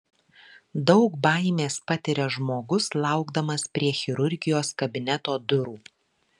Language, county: Lithuanian, Marijampolė